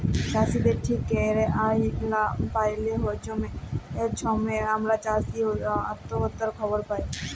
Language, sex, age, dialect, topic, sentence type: Bengali, female, 18-24, Jharkhandi, agriculture, statement